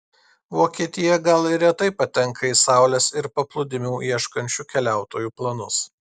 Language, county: Lithuanian, Klaipėda